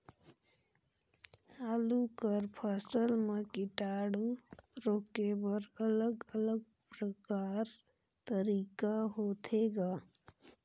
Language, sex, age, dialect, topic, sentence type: Chhattisgarhi, female, 31-35, Northern/Bhandar, agriculture, question